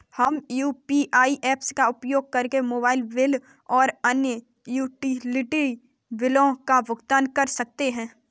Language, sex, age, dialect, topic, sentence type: Hindi, female, 18-24, Kanauji Braj Bhasha, banking, statement